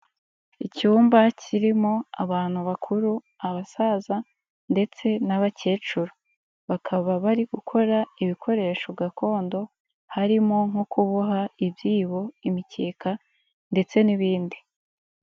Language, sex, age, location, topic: Kinyarwanda, female, 25-35, Kigali, health